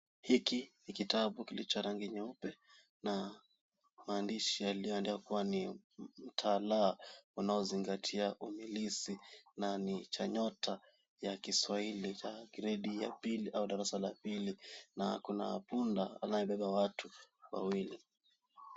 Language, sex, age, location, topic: Swahili, male, 18-24, Kisumu, education